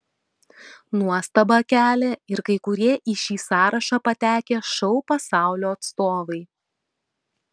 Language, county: Lithuanian, Vilnius